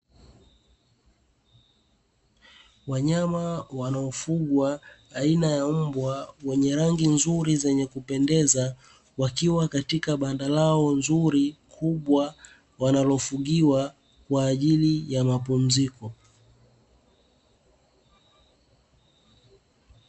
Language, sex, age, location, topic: Swahili, male, 18-24, Dar es Salaam, agriculture